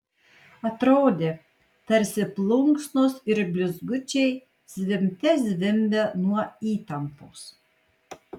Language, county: Lithuanian, Kaunas